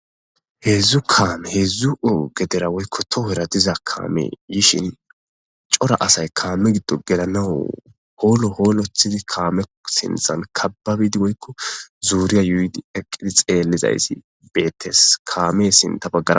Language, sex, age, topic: Gamo, male, 25-35, government